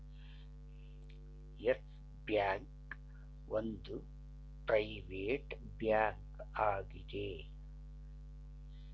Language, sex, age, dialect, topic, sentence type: Kannada, male, 51-55, Mysore Kannada, banking, statement